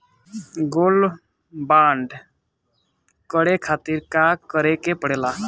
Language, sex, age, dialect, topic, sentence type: Bhojpuri, male, 18-24, Northern, banking, question